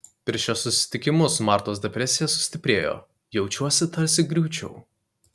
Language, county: Lithuanian, Kaunas